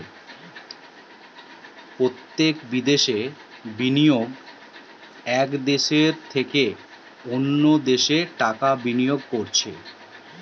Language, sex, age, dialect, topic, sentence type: Bengali, male, 36-40, Western, banking, statement